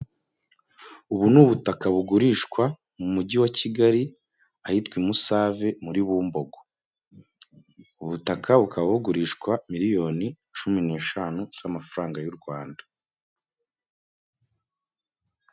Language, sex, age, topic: Kinyarwanda, male, 25-35, finance